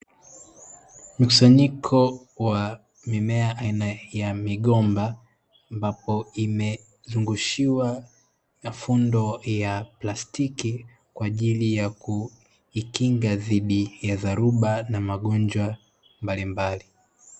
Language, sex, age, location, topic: Swahili, male, 18-24, Dar es Salaam, agriculture